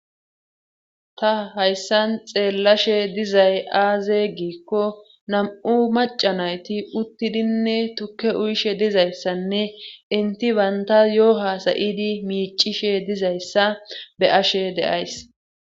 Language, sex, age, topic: Gamo, female, 25-35, government